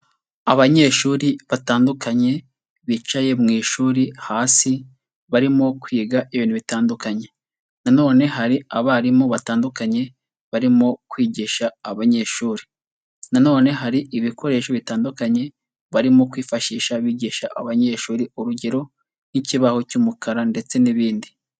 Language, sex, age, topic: Kinyarwanda, male, 18-24, education